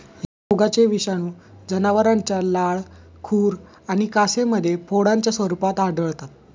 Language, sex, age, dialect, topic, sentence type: Marathi, male, 18-24, Standard Marathi, agriculture, statement